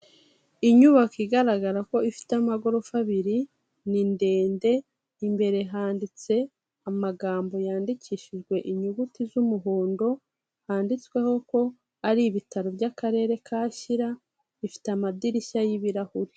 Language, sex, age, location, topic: Kinyarwanda, female, 36-49, Kigali, health